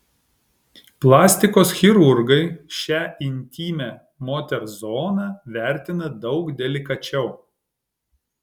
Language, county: Lithuanian, Kaunas